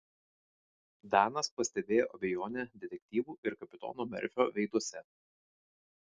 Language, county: Lithuanian, Vilnius